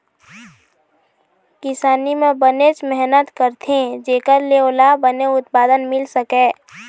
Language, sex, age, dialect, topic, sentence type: Chhattisgarhi, female, 25-30, Eastern, agriculture, statement